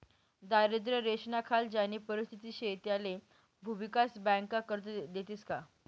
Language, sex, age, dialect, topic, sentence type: Marathi, male, 18-24, Northern Konkan, banking, statement